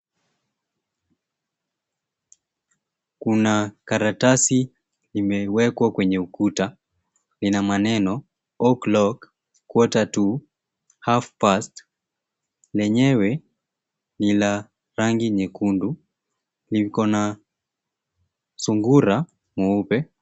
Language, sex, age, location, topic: Swahili, male, 18-24, Mombasa, education